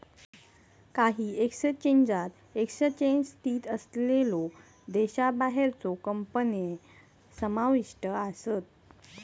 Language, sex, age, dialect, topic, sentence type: Marathi, female, 18-24, Southern Konkan, banking, statement